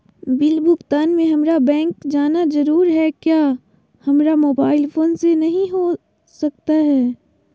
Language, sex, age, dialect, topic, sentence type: Magahi, female, 60-100, Southern, banking, question